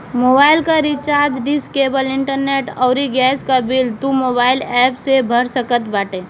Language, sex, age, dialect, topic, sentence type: Bhojpuri, female, 18-24, Northern, banking, statement